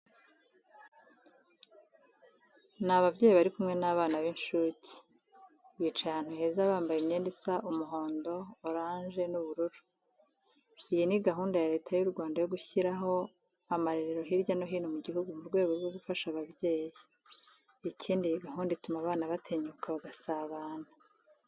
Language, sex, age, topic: Kinyarwanda, female, 36-49, education